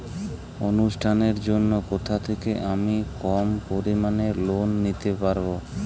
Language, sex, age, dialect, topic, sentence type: Bengali, male, 46-50, Jharkhandi, banking, statement